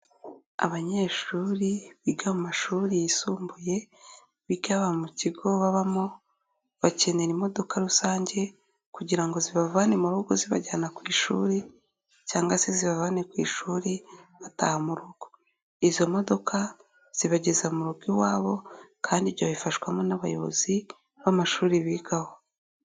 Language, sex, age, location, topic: Kinyarwanda, female, 18-24, Kigali, education